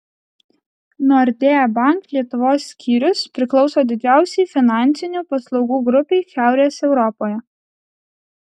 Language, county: Lithuanian, Alytus